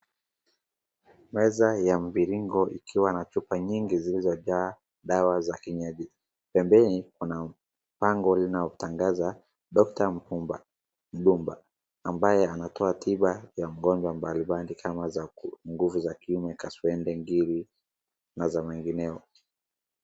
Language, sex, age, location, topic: Swahili, male, 36-49, Wajir, health